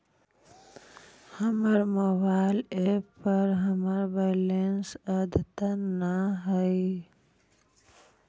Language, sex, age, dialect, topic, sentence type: Magahi, female, 60-100, Central/Standard, banking, statement